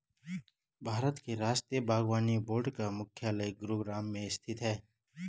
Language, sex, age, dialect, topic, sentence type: Hindi, male, 36-40, Garhwali, agriculture, statement